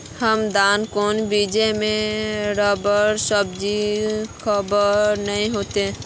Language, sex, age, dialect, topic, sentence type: Magahi, female, 18-24, Northeastern/Surjapuri, agriculture, question